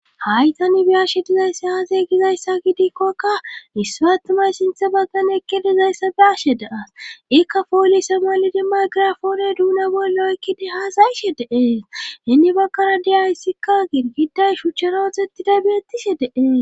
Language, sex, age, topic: Gamo, female, 25-35, government